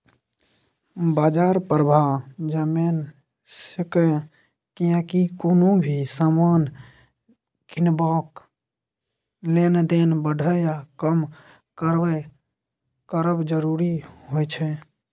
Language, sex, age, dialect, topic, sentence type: Maithili, male, 18-24, Bajjika, banking, statement